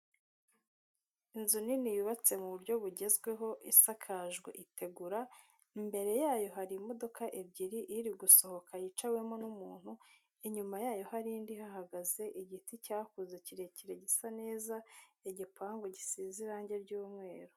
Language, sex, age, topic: Kinyarwanda, female, 25-35, government